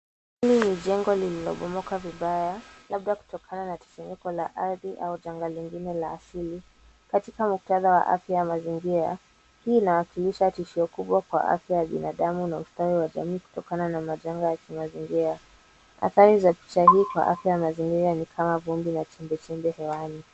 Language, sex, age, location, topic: Swahili, female, 18-24, Nairobi, health